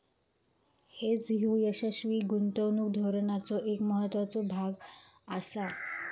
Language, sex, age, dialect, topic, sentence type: Marathi, female, 18-24, Southern Konkan, banking, statement